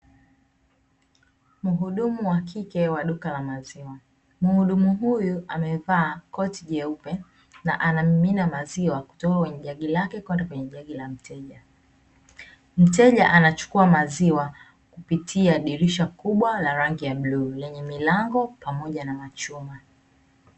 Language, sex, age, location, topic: Swahili, female, 25-35, Dar es Salaam, finance